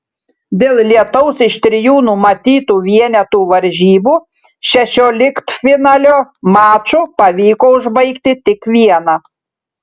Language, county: Lithuanian, Šiauliai